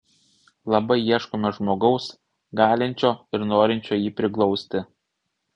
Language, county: Lithuanian, Vilnius